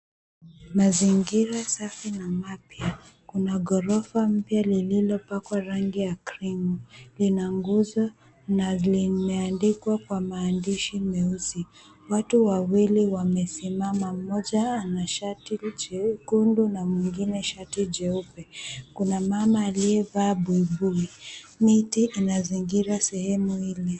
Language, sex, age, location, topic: Swahili, female, 18-24, Mombasa, education